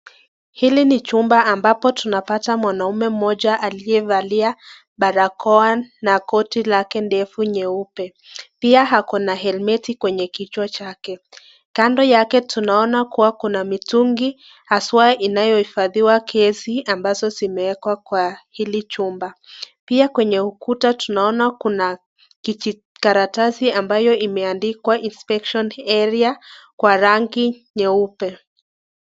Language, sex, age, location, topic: Swahili, female, 18-24, Nakuru, health